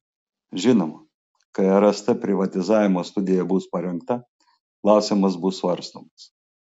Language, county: Lithuanian, Klaipėda